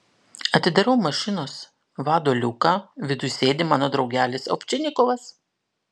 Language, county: Lithuanian, Klaipėda